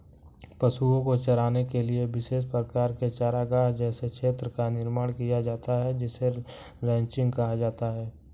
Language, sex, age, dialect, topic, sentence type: Hindi, male, 46-50, Kanauji Braj Bhasha, agriculture, statement